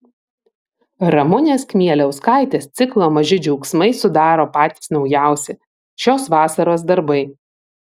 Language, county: Lithuanian, Vilnius